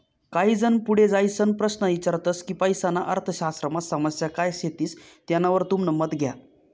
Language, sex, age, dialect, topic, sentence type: Marathi, male, 18-24, Northern Konkan, banking, statement